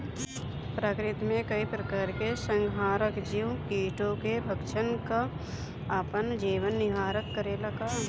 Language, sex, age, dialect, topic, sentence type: Bhojpuri, female, 25-30, Northern, agriculture, question